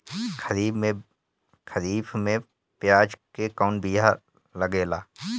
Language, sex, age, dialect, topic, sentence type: Bhojpuri, male, 31-35, Northern, agriculture, question